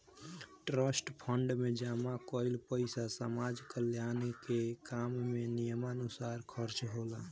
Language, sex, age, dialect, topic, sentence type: Bhojpuri, male, 18-24, Southern / Standard, banking, statement